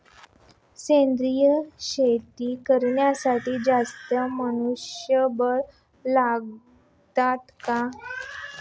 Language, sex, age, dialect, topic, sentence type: Marathi, female, 25-30, Standard Marathi, agriculture, question